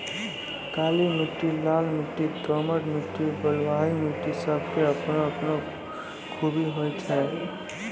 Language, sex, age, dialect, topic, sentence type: Maithili, male, 18-24, Angika, agriculture, statement